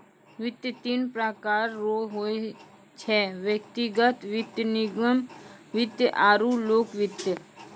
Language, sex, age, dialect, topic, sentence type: Maithili, female, 25-30, Angika, banking, statement